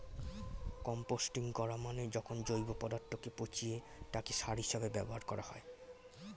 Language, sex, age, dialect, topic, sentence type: Bengali, male, 18-24, Standard Colloquial, agriculture, statement